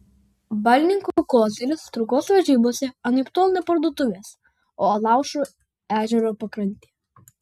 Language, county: Lithuanian, Vilnius